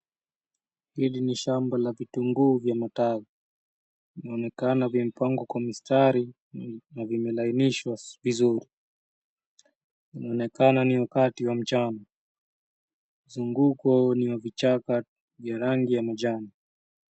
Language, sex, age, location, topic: Swahili, male, 25-35, Nairobi, health